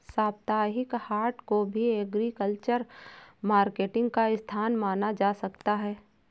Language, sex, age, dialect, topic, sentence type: Hindi, female, 18-24, Awadhi Bundeli, agriculture, statement